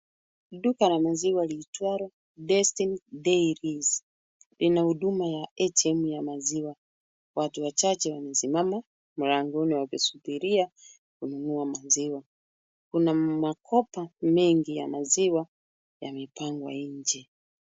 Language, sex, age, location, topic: Swahili, female, 25-35, Kisumu, finance